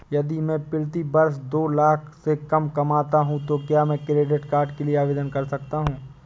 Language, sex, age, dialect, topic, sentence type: Hindi, male, 25-30, Awadhi Bundeli, banking, question